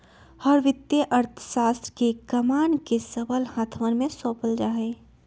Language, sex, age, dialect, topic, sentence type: Magahi, female, 25-30, Western, banking, statement